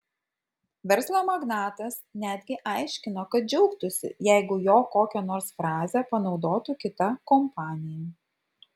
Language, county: Lithuanian, Vilnius